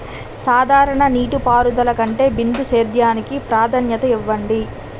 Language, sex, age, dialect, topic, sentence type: Telugu, female, 18-24, Utterandhra, agriculture, statement